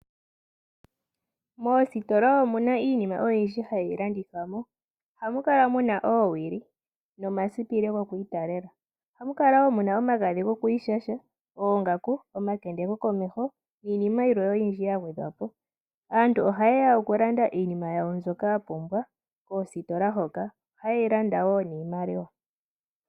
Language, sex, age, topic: Oshiwambo, female, 18-24, finance